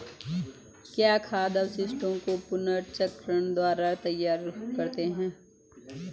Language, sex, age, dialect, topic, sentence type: Hindi, female, 41-45, Garhwali, agriculture, statement